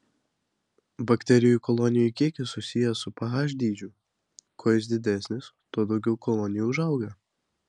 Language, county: Lithuanian, Vilnius